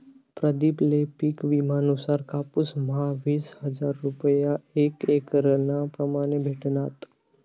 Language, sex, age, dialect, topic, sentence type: Marathi, male, 18-24, Northern Konkan, banking, statement